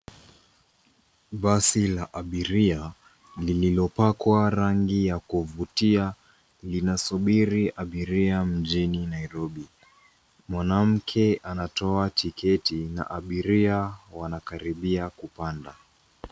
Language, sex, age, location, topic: Swahili, female, 25-35, Nairobi, government